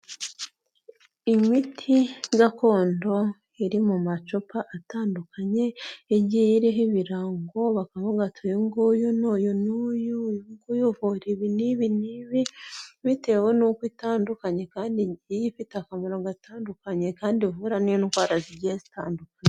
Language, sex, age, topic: Kinyarwanda, female, 18-24, health